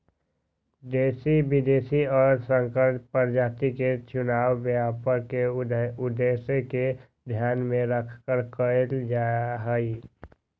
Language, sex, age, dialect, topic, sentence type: Magahi, male, 18-24, Western, agriculture, statement